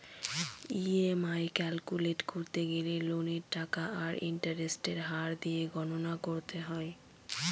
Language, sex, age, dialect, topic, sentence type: Bengali, female, 25-30, Northern/Varendri, banking, statement